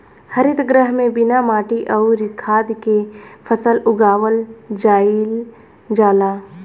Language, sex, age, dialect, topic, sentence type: Bhojpuri, female, 25-30, Southern / Standard, agriculture, statement